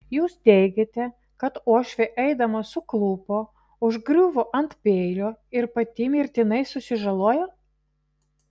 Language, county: Lithuanian, Vilnius